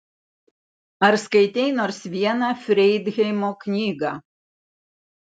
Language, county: Lithuanian, Vilnius